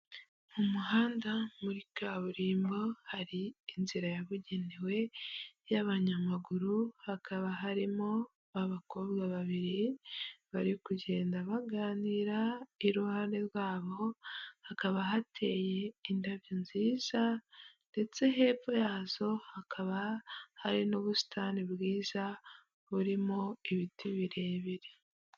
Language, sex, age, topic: Kinyarwanda, female, 25-35, education